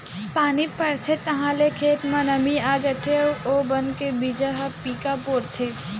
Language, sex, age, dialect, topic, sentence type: Chhattisgarhi, female, 18-24, Western/Budati/Khatahi, agriculture, statement